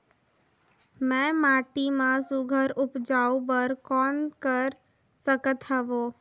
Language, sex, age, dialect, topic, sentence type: Chhattisgarhi, female, 25-30, Northern/Bhandar, agriculture, question